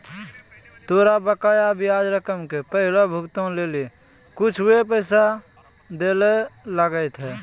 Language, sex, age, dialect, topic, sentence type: Maithili, male, 25-30, Angika, banking, statement